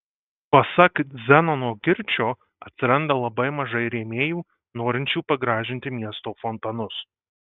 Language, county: Lithuanian, Marijampolė